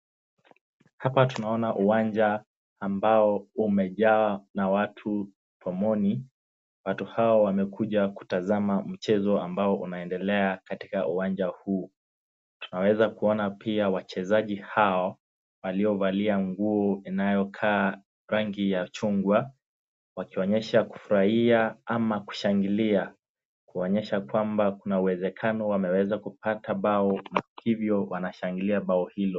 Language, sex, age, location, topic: Swahili, male, 18-24, Nakuru, government